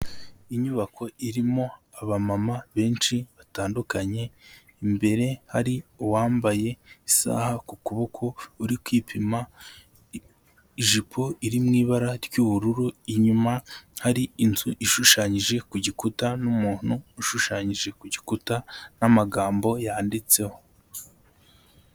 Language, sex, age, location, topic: Kinyarwanda, male, 25-35, Kigali, health